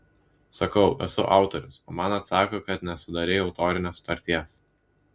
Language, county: Lithuanian, Vilnius